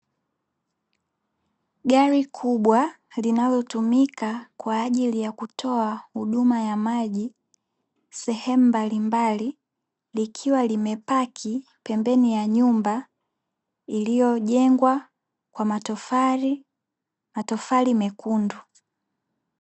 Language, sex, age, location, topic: Swahili, female, 18-24, Dar es Salaam, government